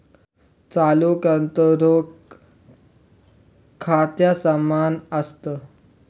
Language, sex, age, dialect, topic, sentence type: Marathi, male, 18-24, Northern Konkan, banking, statement